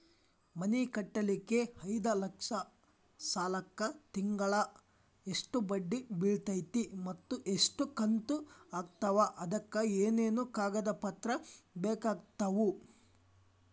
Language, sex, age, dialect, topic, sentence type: Kannada, male, 18-24, Dharwad Kannada, banking, question